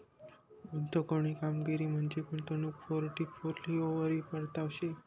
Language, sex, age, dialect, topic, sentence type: Marathi, male, 25-30, Northern Konkan, banking, statement